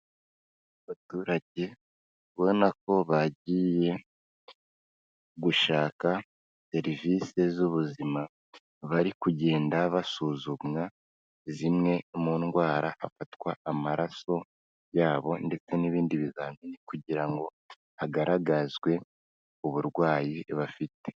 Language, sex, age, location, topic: Kinyarwanda, female, 25-35, Kigali, health